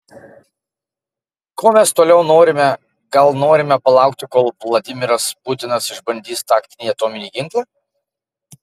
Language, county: Lithuanian, Marijampolė